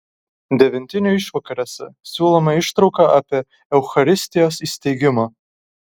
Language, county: Lithuanian, Kaunas